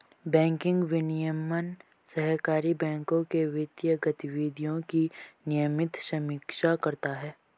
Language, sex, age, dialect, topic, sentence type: Hindi, male, 18-24, Marwari Dhudhari, banking, statement